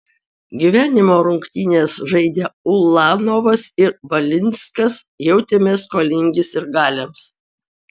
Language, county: Lithuanian, Utena